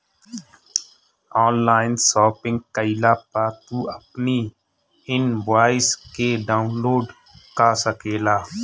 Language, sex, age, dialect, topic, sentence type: Bhojpuri, male, 25-30, Northern, banking, statement